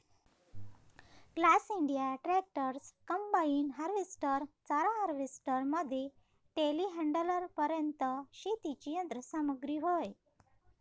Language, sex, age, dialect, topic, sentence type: Marathi, female, 31-35, Varhadi, agriculture, statement